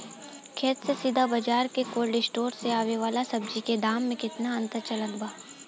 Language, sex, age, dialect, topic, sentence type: Bhojpuri, female, 18-24, Southern / Standard, agriculture, question